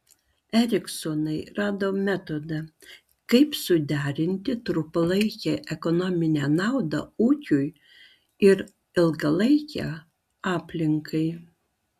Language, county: Lithuanian, Klaipėda